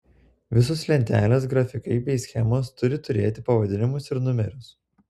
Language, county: Lithuanian, Telšiai